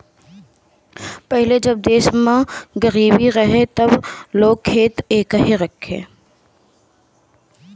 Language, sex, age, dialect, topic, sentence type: Bhojpuri, female, 18-24, Northern, agriculture, statement